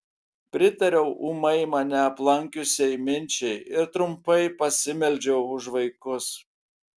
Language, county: Lithuanian, Kaunas